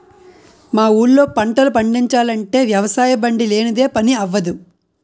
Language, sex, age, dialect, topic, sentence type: Telugu, male, 25-30, Utterandhra, agriculture, statement